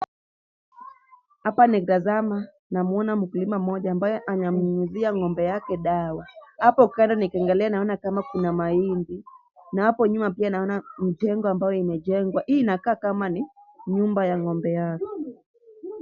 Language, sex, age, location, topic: Swahili, female, 25-35, Kisumu, agriculture